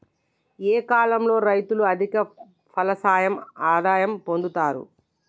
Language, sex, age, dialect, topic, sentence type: Telugu, male, 31-35, Telangana, agriculture, question